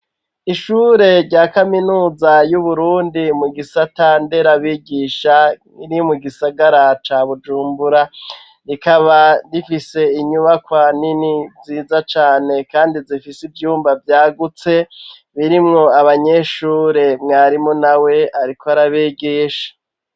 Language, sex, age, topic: Rundi, male, 36-49, education